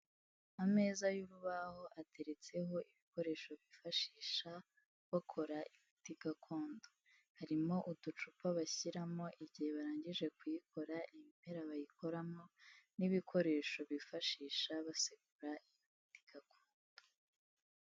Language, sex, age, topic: Kinyarwanda, female, 18-24, health